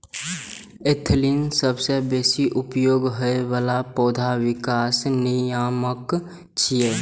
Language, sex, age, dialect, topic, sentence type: Maithili, male, 18-24, Eastern / Thethi, agriculture, statement